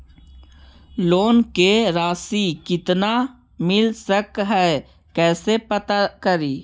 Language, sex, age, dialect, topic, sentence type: Magahi, male, 18-24, Central/Standard, banking, question